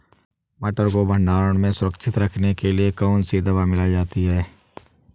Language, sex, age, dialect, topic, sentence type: Hindi, male, 18-24, Awadhi Bundeli, agriculture, question